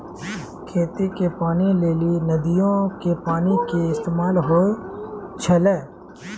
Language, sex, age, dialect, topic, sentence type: Maithili, male, 25-30, Angika, agriculture, statement